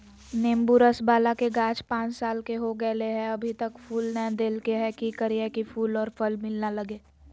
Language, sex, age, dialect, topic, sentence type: Magahi, female, 18-24, Southern, agriculture, question